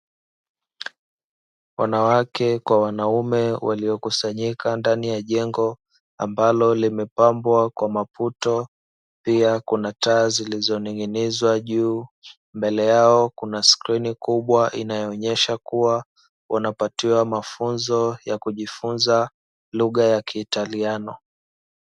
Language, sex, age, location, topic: Swahili, male, 18-24, Dar es Salaam, education